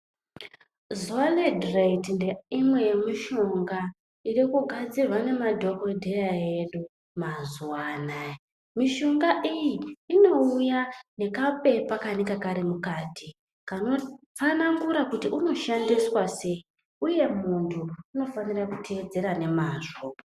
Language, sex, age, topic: Ndau, female, 25-35, health